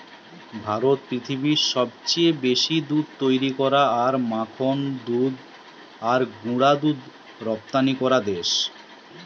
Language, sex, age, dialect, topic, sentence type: Bengali, male, 36-40, Western, agriculture, statement